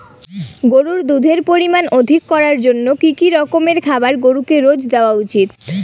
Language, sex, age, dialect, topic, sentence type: Bengali, female, 18-24, Rajbangshi, agriculture, question